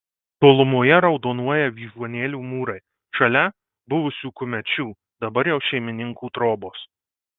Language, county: Lithuanian, Marijampolė